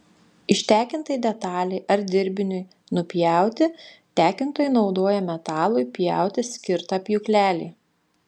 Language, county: Lithuanian, Šiauliai